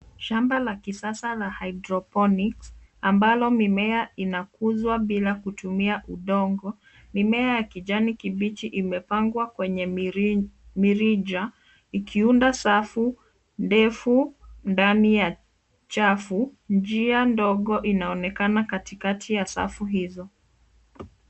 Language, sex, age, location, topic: Swahili, female, 25-35, Nairobi, agriculture